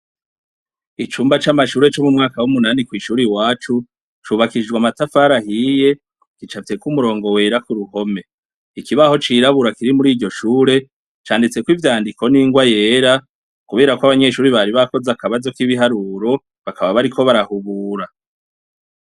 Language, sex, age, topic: Rundi, male, 36-49, education